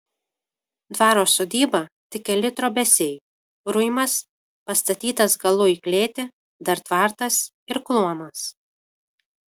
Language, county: Lithuanian, Kaunas